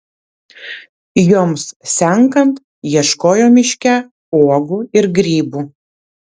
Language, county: Lithuanian, Vilnius